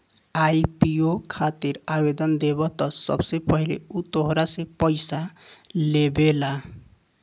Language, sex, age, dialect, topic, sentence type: Bhojpuri, male, 18-24, Southern / Standard, banking, statement